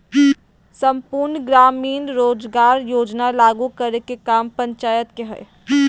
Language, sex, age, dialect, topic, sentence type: Magahi, female, 46-50, Southern, banking, statement